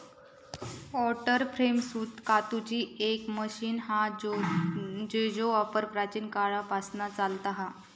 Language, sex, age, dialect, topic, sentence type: Marathi, female, 25-30, Southern Konkan, agriculture, statement